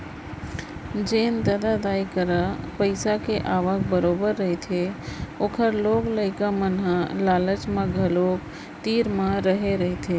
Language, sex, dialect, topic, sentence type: Chhattisgarhi, female, Central, banking, statement